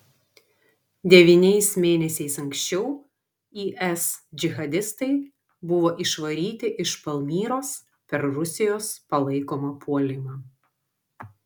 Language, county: Lithuanian, Vilnius